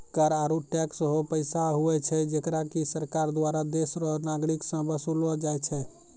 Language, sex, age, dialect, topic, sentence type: Maithili, male, 36-40, Angika, banking, statement